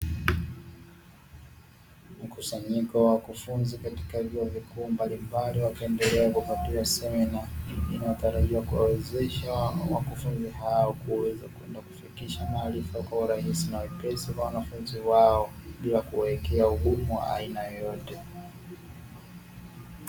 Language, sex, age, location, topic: Swahili, male, 18-24, Dar es Salaam, education